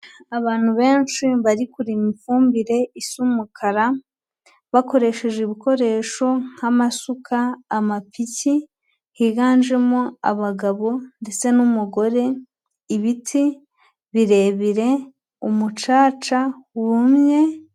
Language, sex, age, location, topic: Kinyarwanda, female, 25-35, Huye, agriculture